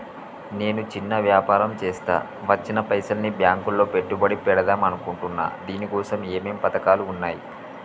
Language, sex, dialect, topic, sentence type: Telugu, male, Telangana, banking, question